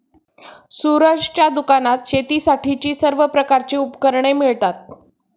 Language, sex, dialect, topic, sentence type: Marathi, female, Standard Marathi, agriculture, statement